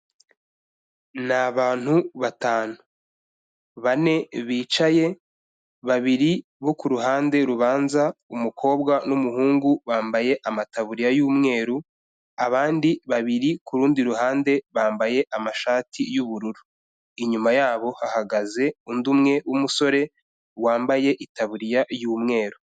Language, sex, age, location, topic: Kinyarwanda, male, 25-35, Kigali, health